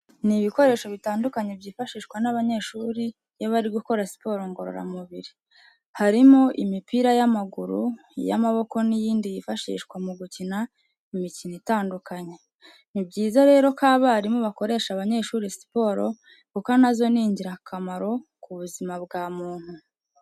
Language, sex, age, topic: Kinyarwanda, female, 25-35, education